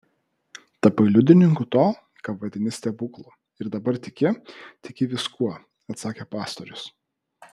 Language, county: Lithuanian, Vilnius